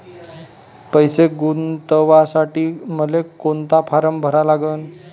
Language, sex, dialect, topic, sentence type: Marathi, male, Varhadi, banking, question